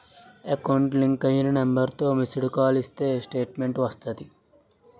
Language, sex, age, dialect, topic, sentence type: Telugu, male, 56-60, Utterandhra, banking, statement